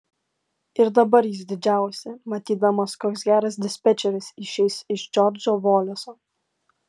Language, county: Lithuanian, Klaipėda